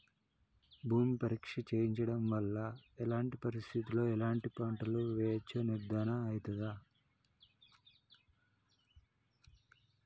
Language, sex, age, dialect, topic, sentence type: Telugu, male, 31-35, Telangana, agriculture, question